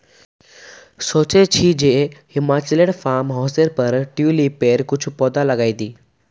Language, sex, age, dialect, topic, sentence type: Magahi, male, 18-24, Northeastern/Surjapuri, agriculture, statement